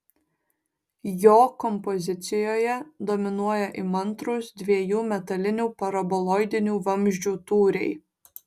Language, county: Lithuanian, Vilnius